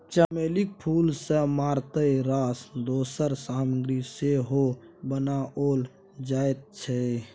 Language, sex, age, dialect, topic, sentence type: Maithili, male, 41-45, Bajjika, agriculture, statement